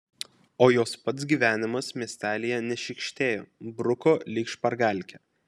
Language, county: Lithuanian, Kaunas